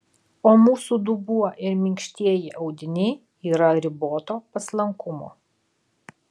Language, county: Lithuanian, Alytus